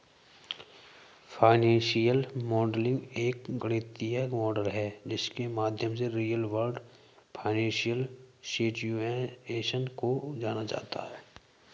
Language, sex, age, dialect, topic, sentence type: Hindi, male, 18-24, Hindustani Malvi Khadi Boli, banking, statement